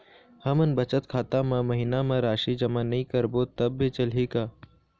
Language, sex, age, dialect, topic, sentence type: Chhattisgarhi, male, 18-24, Eastern, banking, question